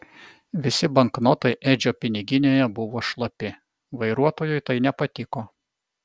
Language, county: Lithuanian, Vilnius